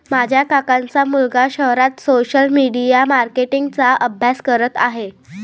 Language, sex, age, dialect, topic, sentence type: Marathi, female, 25-30, Varhadi, banking, statement